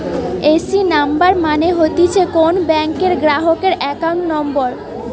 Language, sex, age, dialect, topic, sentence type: Bengali, female, 18-24, Western, banking, statement